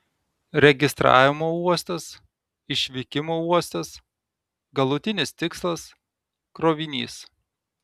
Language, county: Lithuanian, Telšiai